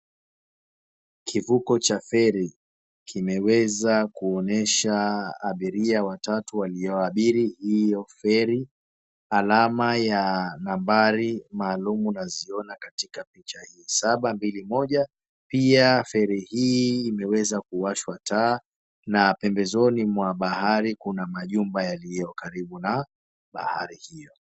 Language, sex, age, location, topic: Swahili, male, 25-35, Mombasa, government